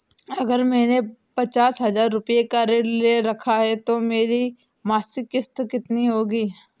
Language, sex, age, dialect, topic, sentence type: Hindi, female, 18-24, Marwari Dhudhari, banking, question